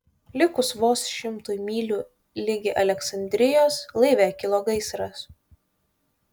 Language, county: Lithuanian, Kaunas